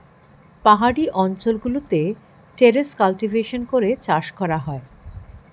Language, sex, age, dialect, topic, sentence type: Bengali, female, 51-55, Standard Colloquial, agriculture, statement